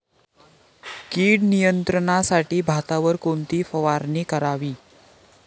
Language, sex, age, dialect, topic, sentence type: Marathi, male, 18-24, Standard Marathi, agriculture, question